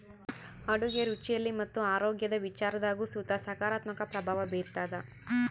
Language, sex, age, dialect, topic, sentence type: Kannada, female, 31-35, Central, agriculture, statement